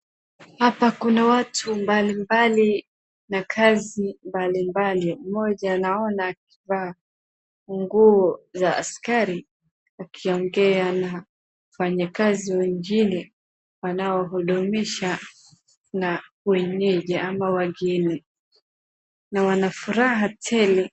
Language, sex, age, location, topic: Swahili, female, 36-49, Wajir, government